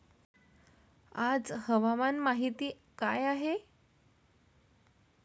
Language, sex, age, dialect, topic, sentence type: Marathi, female, 31-35, Standard Marathi, agriculture, question